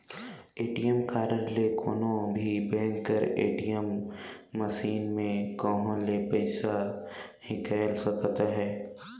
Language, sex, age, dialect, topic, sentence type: Chhattisgarhi, male, 18-24, Northern/Bhandar, banking, statement